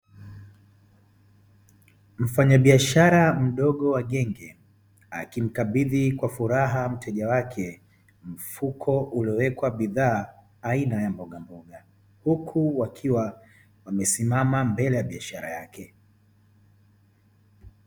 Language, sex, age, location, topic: Swahili, male, 36-49, Dar es Salaam, finance